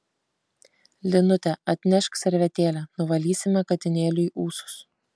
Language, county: Lithuanian, Kaunas